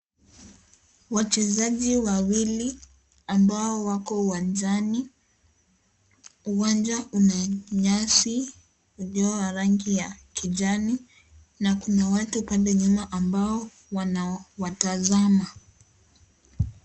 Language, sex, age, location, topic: Swahili, female, 18-24, Kisii, government